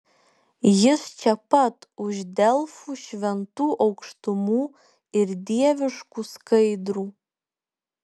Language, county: Lithuanian, Šiauliai